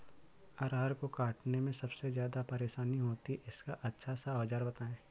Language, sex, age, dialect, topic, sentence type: Hindi, male, 25-30, Awadhi Bundeli, agriculture, question